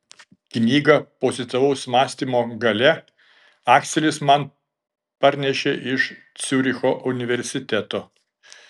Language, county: Lithuanian, Šiauliai